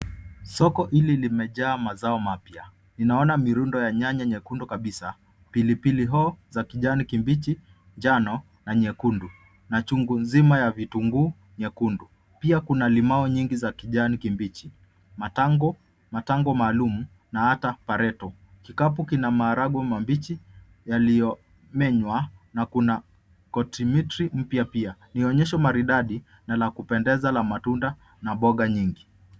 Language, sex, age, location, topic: Swahili, male, 25-35, Nairobi, finance